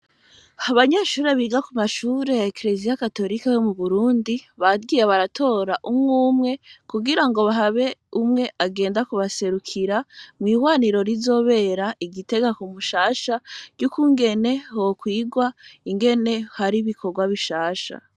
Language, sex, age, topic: Rundi, female, 25-35, education